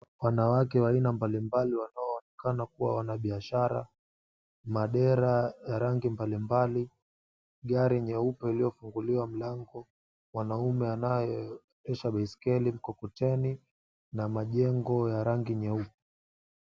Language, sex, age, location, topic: Swahili, male, 18-24, Mombasa, government